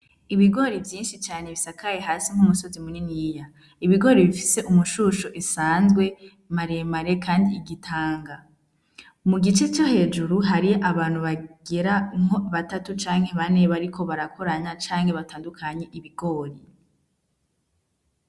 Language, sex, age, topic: Rundi, female, 18-24, agriculture